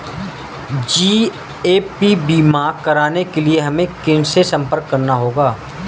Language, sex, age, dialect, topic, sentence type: Hindi, male, 31-35, Marwari Dhudhari, banking, statement